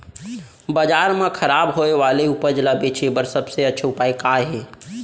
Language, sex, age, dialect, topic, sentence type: Chhattisgarhi, male, 25-30, Central, agriculture, statement